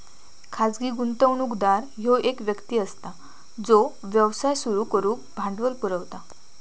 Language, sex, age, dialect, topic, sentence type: Marathi, female, 18-24, Southern Konkan, banking, statement